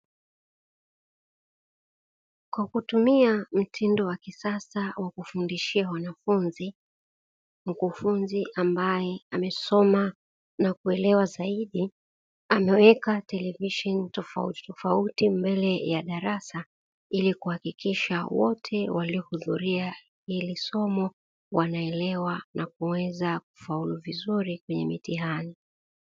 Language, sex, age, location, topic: Swahili, female, 36-49, Dar es Salaam, education